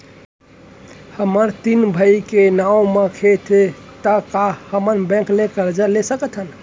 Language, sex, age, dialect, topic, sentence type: Chhattisgarhi, male, 25-30, Central, banking, question